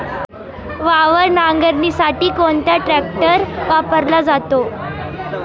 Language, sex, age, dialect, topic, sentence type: Marathi, female, 18-24, Standard Marathi, agriculture, question